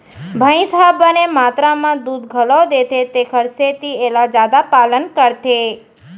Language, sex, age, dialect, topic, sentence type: Chhattisgarhi, female, 41-45, Central, agriculture, statement